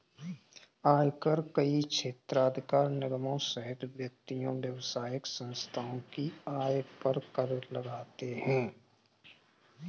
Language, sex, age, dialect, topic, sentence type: Hindi, male, 36-40, Kanauji Braj Bhasha, banking, statement